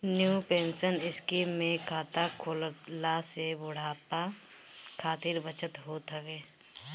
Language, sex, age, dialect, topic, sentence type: Bhojpuri, female, 25-30, Northern, banking, statement